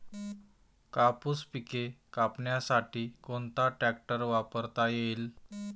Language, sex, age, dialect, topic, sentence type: Marathi, male, 41-45, Standard Marathi, agriculture, question